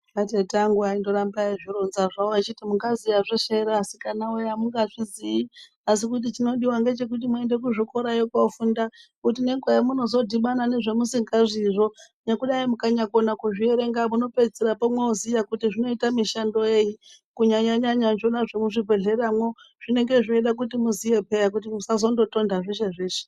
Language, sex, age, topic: Ndau, male, 36-49, health